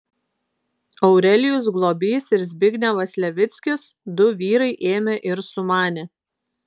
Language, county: Lithuanian, Klaipėda